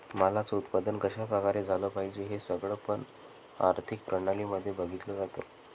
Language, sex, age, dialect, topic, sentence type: Marathi, male, 18-24, Northern Konkan, banking, statement